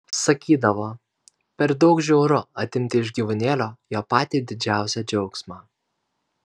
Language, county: Lithuanian, Kaunas